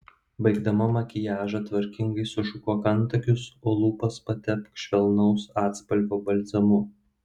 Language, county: Lithuanian, Vilnius